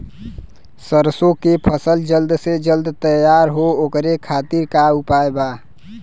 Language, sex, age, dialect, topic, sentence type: Bhojpuri, male, 25-30, Western, agriculture, question